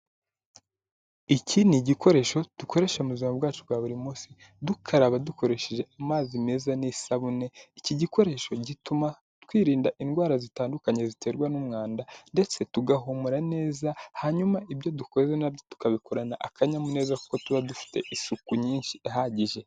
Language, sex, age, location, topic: Kinyarwanda, male, 18-24, Huye, health